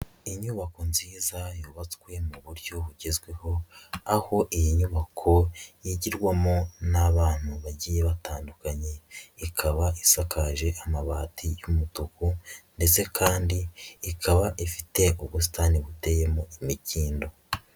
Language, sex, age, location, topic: Kinyarwanda, male, 50+, Nyagatare, education